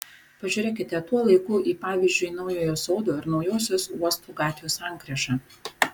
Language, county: Lithuanian, Vilnius